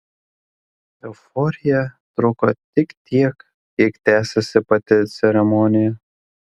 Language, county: Lithuanian, Klaipėda